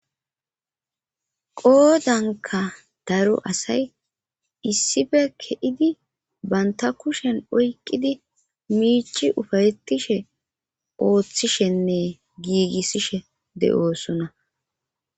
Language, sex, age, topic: Gamo, female, 25-35, government